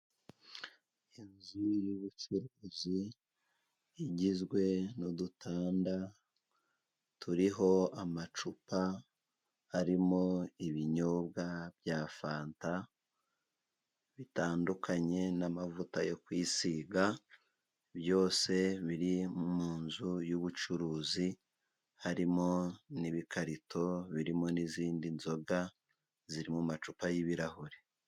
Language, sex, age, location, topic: Kinyarwanda, male, 36-49, Musanze, finance